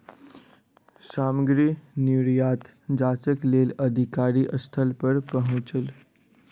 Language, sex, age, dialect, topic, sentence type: Maithili, male, 18-24, Southern/Standard, banking, statement